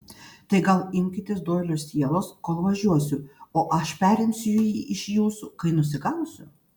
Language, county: Lithuanian, Panevėžys